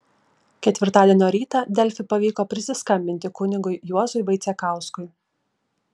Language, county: Lithuanian, Kaunas